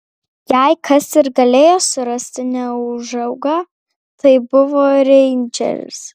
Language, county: Lithuanian, Kaunas